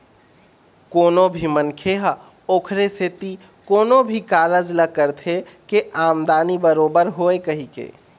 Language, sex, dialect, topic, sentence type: Chhattisgarhi, male, Eastern, banking, statement